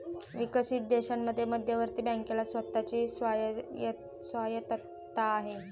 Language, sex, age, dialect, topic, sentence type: Marathi, female, 18-24, Standard Marathi, banking, statement